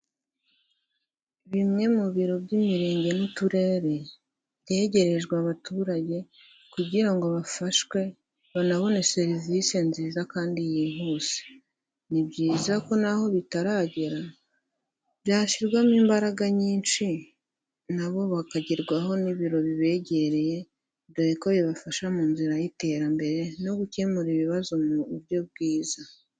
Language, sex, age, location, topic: Kinyarwanda, female, 25-35, Huye, government